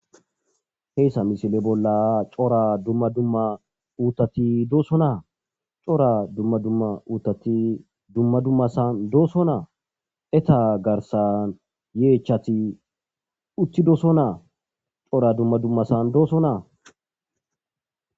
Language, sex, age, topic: Gamo, female, 18-24, agriculture